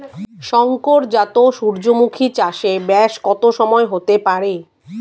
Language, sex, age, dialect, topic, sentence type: Bengali, female, 36-40, Standard Colloquial, agriculture, question